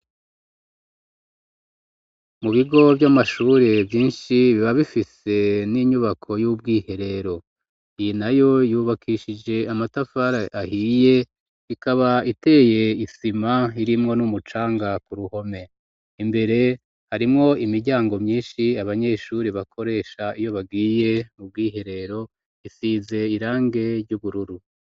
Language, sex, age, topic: Rundi, female, 25-35, education